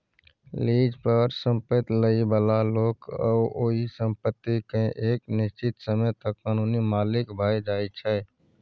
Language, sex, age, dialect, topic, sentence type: Maithili, male, 46-50, Bajjika, banking, statement